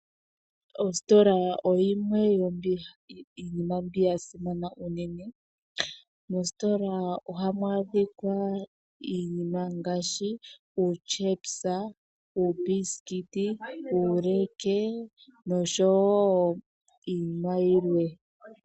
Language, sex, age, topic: Oshiwambo, female, 18-24, finance